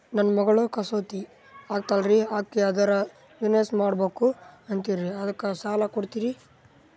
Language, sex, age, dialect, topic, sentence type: Kannada, male, 18-24, Northeastern, banking, question